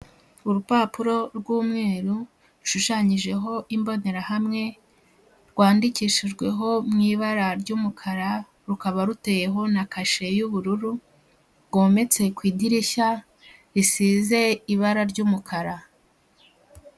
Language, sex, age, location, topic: Kinyarwanda, female, 18-24, Huye, education